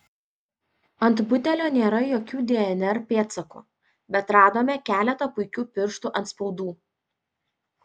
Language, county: Lithuanian, Vilnius